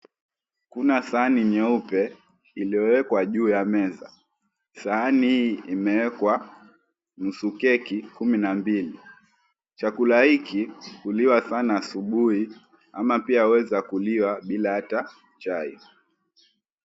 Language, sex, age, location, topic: Swahili, male, 18-24, Mombasa, agriculture